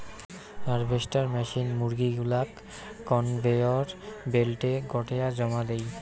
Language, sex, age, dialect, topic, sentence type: Bengali, male, 18-24, Rajbangshi, agriculture, statement